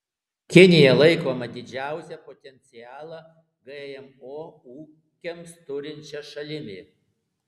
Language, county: Lithuanian, Alytus